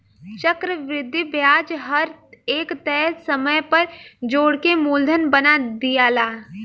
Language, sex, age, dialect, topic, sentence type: Bhojpuri, female, 18-24, Southern / Standard, banking, statement